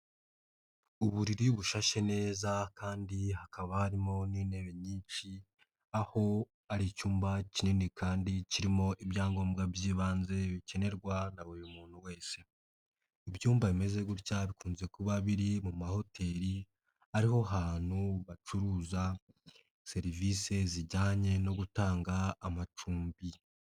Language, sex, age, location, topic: Kinyarwanda, male, 25-35, Nyagatare, finance